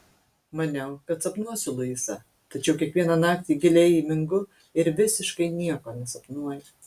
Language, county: Lithuanian, Kaunas